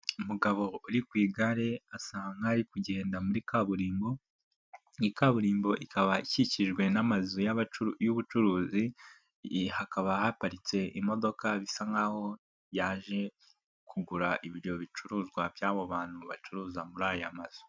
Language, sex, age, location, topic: Kinyarwanda, male, 18-24, Nyagatare, government